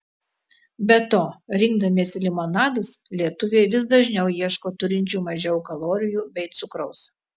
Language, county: Lithuanian, Telšiai